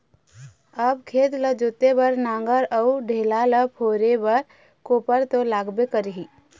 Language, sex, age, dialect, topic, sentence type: Chhattisgarhi, female, 25-30, Eastern, agriculture, statement